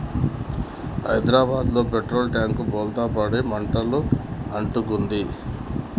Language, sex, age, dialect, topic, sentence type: Telugu, male, 41-45, Telangana, agriculture, statement